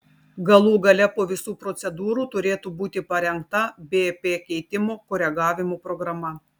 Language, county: Lithuanian, Telšiai